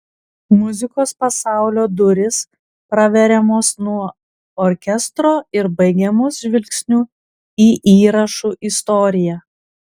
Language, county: Lithuanian, Klaipėda